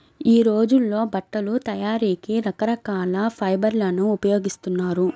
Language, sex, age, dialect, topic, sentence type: Telugu, female, 25-30, Central/Coastal, agriculture, statement